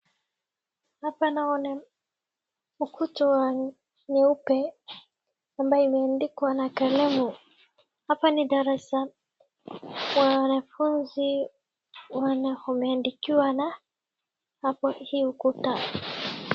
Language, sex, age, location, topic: Swahili, female, 36-49, Wajir, education